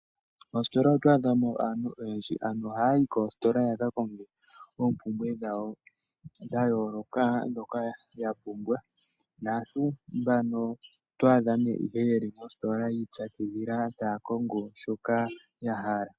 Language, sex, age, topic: Oshiwambo, male, 18-24, finance